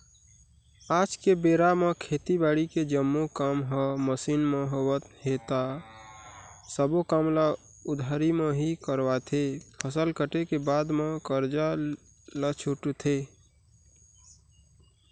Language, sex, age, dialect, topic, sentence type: Chhattisgarhi, male, 41-45, Eastern, banking, statement